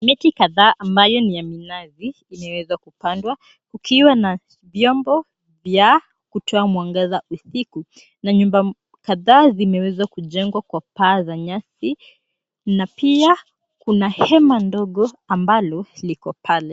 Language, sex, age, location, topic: Swahili, female, 18-24, Mombasa, agriculture